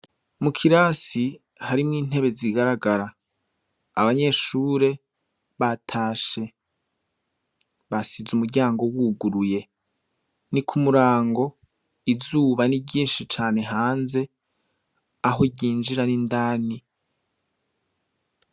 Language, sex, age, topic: Rundi, male, 25-35, education